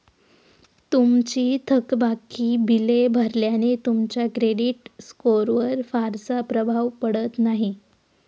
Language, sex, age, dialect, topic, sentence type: Marathi, female, 18-24, Northern Konkan, banking, statement